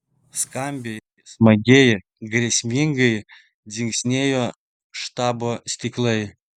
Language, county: Lithuanian, Vilnius